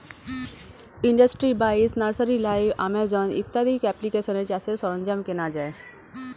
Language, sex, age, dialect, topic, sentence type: Bengali, female, 31-35, Standard Colloquial, agriculture, statement